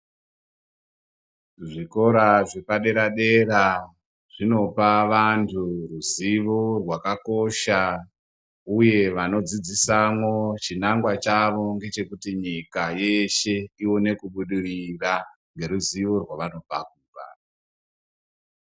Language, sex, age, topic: Ndau, female, 50+, education